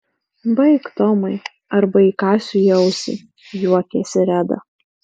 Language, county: Lithuanian, Marijampolė